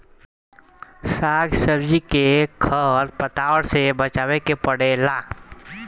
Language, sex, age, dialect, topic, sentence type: Bhojpuri, male, 18-24, Southern / Standard, agriculture, statement